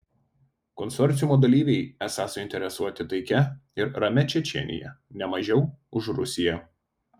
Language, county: Lithuanian, Telšiai